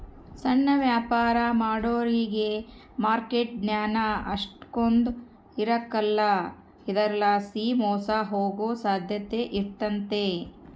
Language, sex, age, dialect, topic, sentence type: Kannada, female, 60-100, Central, banking, statement